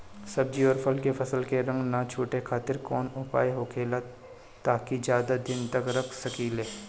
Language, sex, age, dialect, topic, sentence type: Bhojpuri, female, 31-35, Northern, agriculture, question